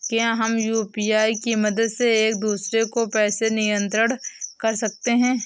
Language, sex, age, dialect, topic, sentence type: Hindi, female, 18-24, Awadhi Bundeli, banking, question